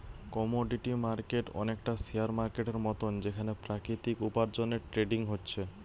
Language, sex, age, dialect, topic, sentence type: Bengali, male, 18-24, Western, banking, statement